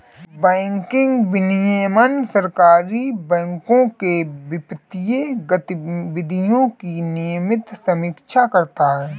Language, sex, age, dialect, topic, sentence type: Hindi, male, 25-30, Marwari Dhudhari, banking, statement